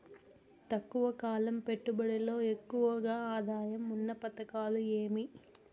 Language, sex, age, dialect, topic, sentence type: Telugu, female, 18-24, Southern, banking, question